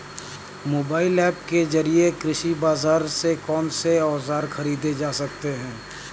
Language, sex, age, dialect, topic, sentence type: Hindi, male, 31-35, Awadhi Bundeli, agriculture, question